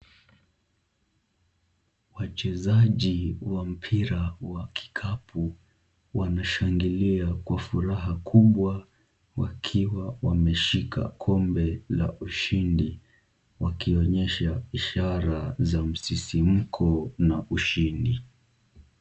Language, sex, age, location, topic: Swahili, male, 18-24, Kisumu, government